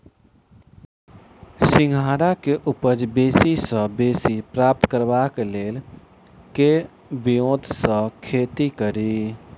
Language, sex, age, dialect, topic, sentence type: Maithili, male, 31-35, Southern/Standard, agriculture, question